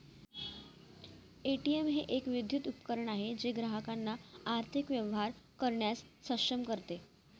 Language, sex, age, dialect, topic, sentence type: Marathi, female, 18-24, Varhadi, banking, statement